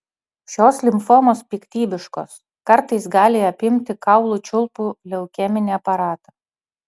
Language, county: Lithuanian, Utena